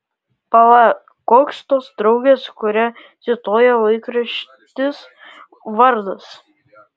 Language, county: Lithuanian, Panevėžys